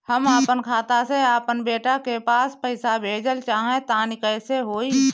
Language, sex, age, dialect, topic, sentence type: Bhojpuri, female, 25-30, Northern, banking, question